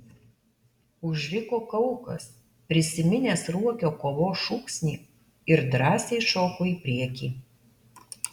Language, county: Lithuanian, Alytus